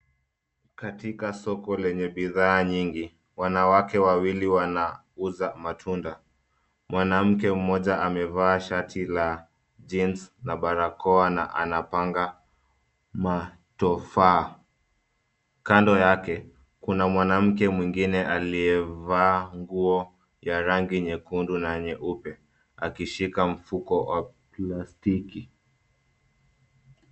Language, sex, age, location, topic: Swahili, male, 25-35, Nairobi, finance